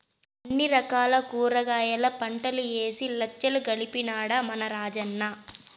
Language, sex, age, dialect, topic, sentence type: Telugu, female, 18-24, Southern, agriculture, statement